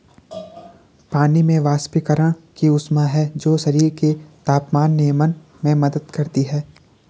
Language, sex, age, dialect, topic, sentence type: Hindi, male, 18-24, Garhwali, agriculture, statement